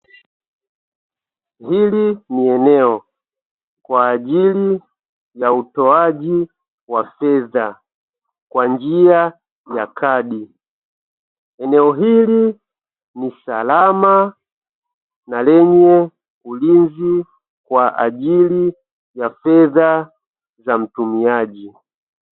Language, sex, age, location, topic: Swahili, male, 25-35, Dar es Salaam, finance